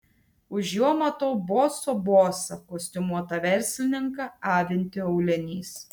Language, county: Lithuanian, Tauragė